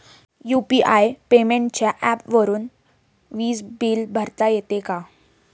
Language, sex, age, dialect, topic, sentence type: Marathi, female, 18-24, Standard Marathi, banking, question